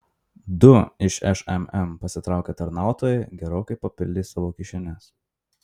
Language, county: Lithuanian, Marijampolė